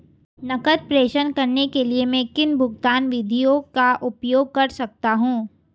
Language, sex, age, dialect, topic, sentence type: Hindi, female, 18-24, Hindustani Malvi Khadi Boli, banking, question